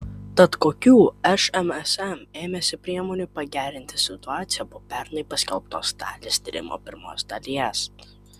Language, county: Lithuanian, Kaunas